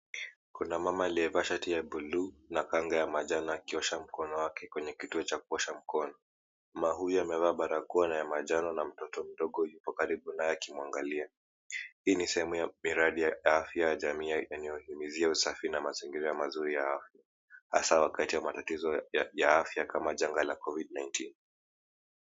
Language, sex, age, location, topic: Swahili, male, 18-24, Mombasa, health